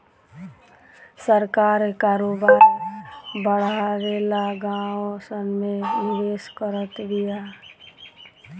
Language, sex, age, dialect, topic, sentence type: Bhojpuri, female, 18-24, Southern / Standard, banking, statement